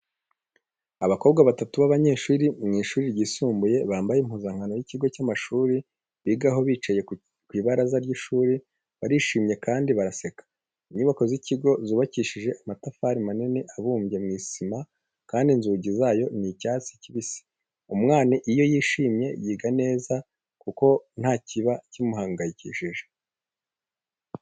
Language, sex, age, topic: Kinyarwanda, male, 25-35, education